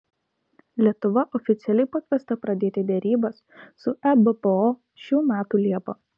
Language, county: Lithuanian, Kaunas